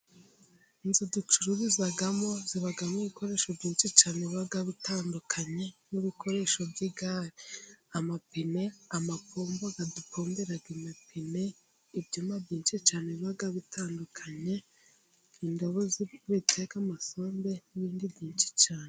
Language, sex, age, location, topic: Kinyarwanda, female, 18-24, Musanze, finance